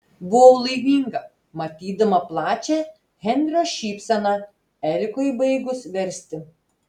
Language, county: Lithuanian, Telšiai